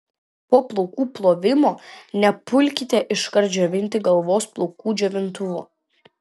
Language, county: Lithuanian, Vilnius